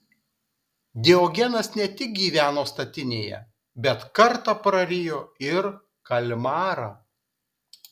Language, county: Lithuanian, Kaunas